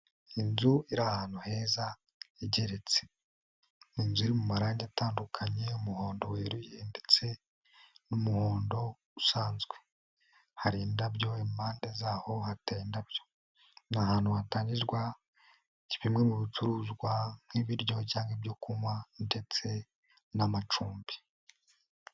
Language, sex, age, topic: Kinyarwanda, male, 18-24, finance